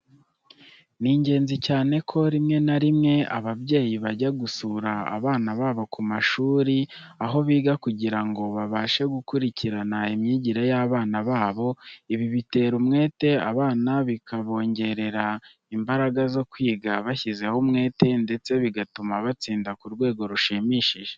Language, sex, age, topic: Kinyarwanda, male, 18-24, education